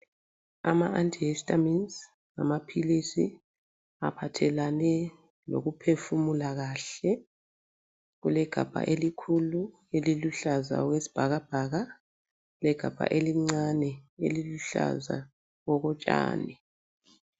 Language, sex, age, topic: North Ndebele, female, 36-49, health